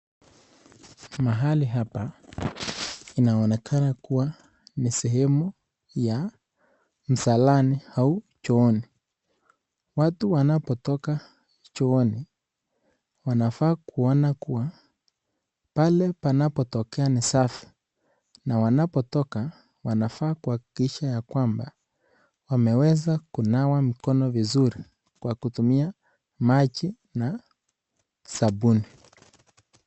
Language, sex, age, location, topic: Swahili, male, 18-24, Nakuru, health